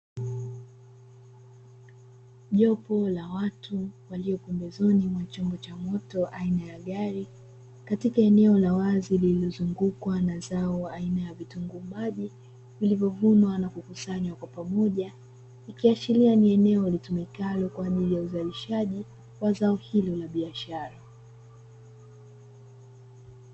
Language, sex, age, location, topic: Swahili, female, 25-35, Dar es Salaam, agriculture